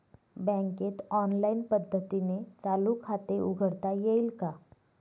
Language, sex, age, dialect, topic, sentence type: Marathi, female, 25-30, Northern Konkan, banking, question